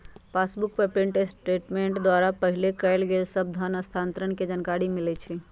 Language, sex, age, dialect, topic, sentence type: Magahi, female, 51-55, Western, banking, statement